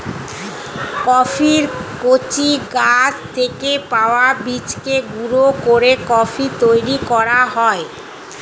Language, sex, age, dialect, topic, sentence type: Bengali, female, 46-50, Standard Colloquial, agriculture, statement